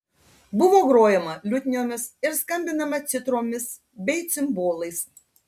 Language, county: Lithuanian, Panevėžys